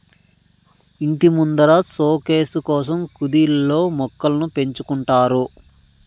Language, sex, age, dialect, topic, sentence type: Telugu, male, 31-35, Southern, agriculture, statement